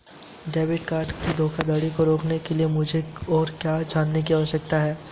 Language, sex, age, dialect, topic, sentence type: Hindi, male, 18-24, Hindustani Malvi Khadi Boli, banking, question